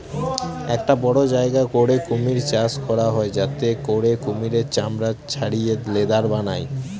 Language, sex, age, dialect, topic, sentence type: Bengali, male, 18-24, Northern/Varendri, agriculture, statement